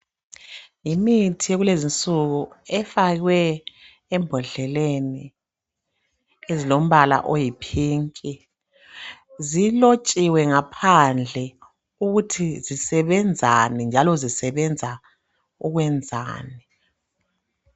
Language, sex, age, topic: North Ndebele, male, 36-49, health